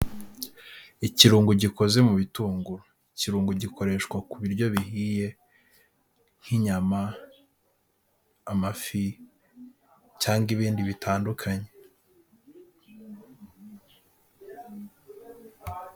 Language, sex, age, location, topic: Kinyarwanda, male, 18-24, Kigali, health